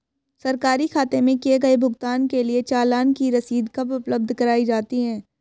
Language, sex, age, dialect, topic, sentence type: Hindi, female, 18-24, Hindustani Malvi Khadi Boli, banking, question